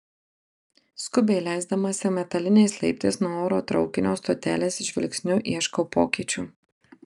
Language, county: Lithuanian, Marijampolė